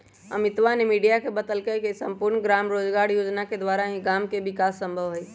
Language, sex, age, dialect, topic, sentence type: Magahi, male, 18-24, Western, banking, statement